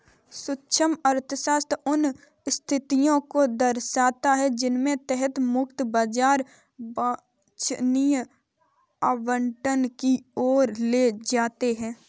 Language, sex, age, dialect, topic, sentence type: Hindi, female, 18-24, Kanauji Braj Bhasha, banking, statement